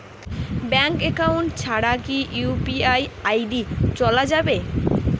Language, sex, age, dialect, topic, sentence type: Bengali, female, 18-24, Rajbangshi, banking, question